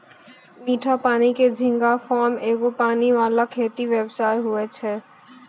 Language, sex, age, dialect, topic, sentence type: Maithili, female, 18-24, Angika, agriculture, statement